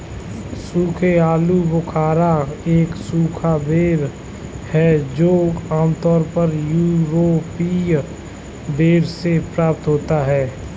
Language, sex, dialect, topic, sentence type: Hindi, male, Kanauji Braj Bhasha, agriculture, statement